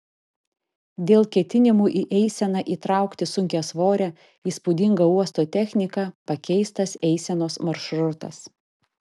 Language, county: Lithuanian, Vilnius